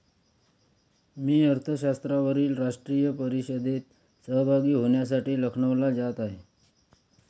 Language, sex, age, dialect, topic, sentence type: Marathi, male, 25-30, Standard Marathi, banking, statement